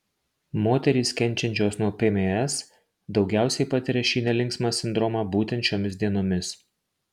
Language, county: Lithuanian, Marijampolė